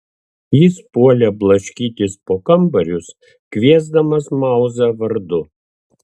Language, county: Lithuanian, Vilnius